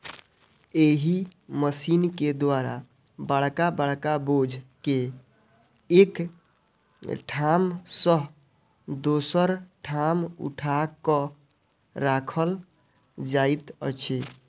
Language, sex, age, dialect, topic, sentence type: Maithili, male, 18-24, Southern/Standard, agriculture, statement